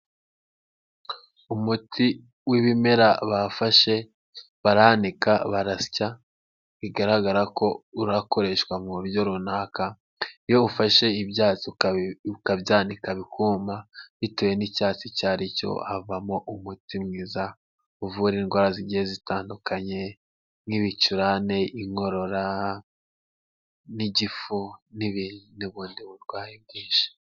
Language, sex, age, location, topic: Kinyarwanda, male, 18-24, Huye, health